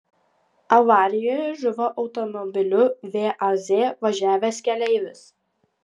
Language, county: Lithuanian, Vilnius